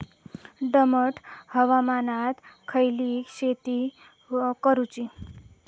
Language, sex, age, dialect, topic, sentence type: Marathi, female, 18-24, Southern Konkan, agriculture, question